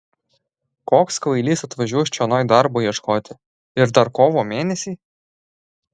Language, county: Lithuanian, Alytus